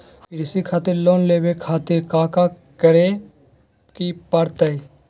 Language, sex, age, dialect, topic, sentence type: Magahi, male, 56-60, Southern, banking, question